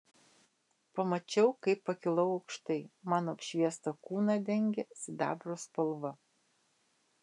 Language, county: Lithuanian, Vilnius